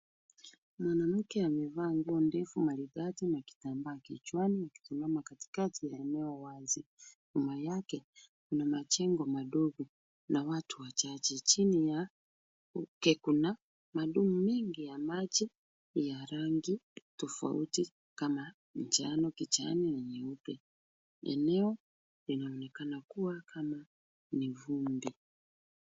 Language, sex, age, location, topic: Swahili, female, 36-49, Kisumu, health